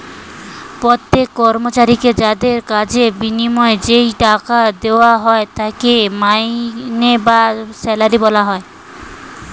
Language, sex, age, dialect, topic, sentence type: Bengali, male, 25-30, Standard Colloquial, banking, statement